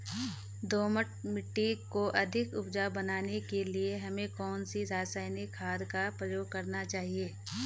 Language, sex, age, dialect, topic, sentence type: Hindi, female, 31-35, Garhwali, agriculture, question